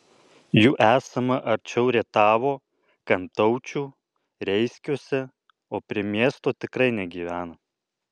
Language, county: Lithuanian, Alytus